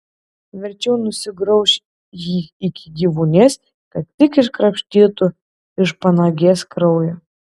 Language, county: Lithuanian, Kaunas